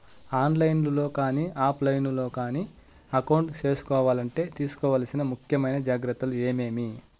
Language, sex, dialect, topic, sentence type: Telugu, male, Southern, banking, question